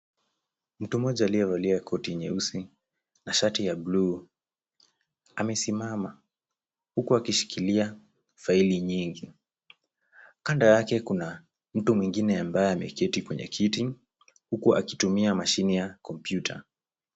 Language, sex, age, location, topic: Swahili, male, 18-24, Kisumu, government